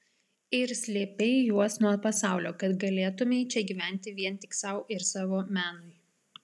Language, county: Lithuanian, Vilnius